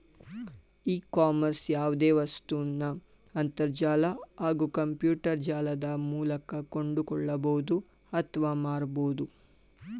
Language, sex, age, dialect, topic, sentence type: Kannada, male, 18-24, Mysore Kannada, agriculture, statement